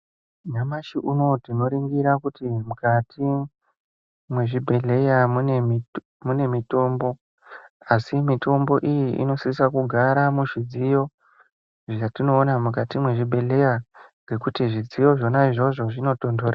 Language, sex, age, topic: Ndau, male, 18-24, health